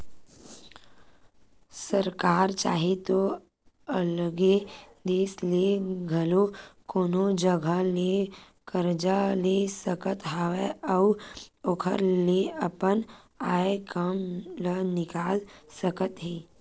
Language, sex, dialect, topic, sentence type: Chhattisgarhi, female, Western/Budati/Khatahi, banking, statement